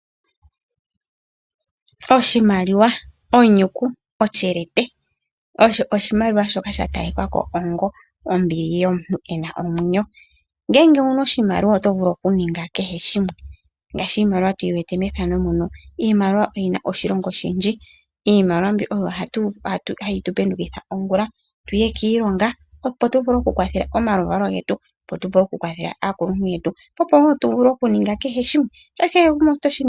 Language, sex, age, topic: Oshiwambo, female, 25-35, finance